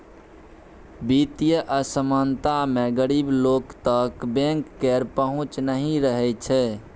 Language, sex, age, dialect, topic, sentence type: Maithili, male, 18-24, Bajjika, banking, statement